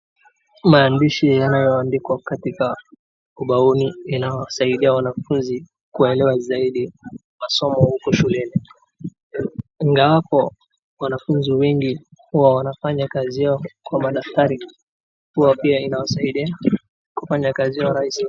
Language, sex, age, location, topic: Swahili, male, 18-24, Wajir, education